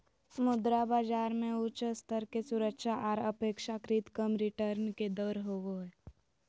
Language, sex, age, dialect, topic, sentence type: Magahi, female, 25-30, Southern, banking, statement